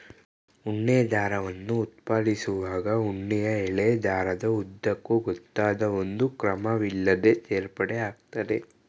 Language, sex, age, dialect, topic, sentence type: Kannada, male, 18-24, Mysore Kannada, agriculture, statement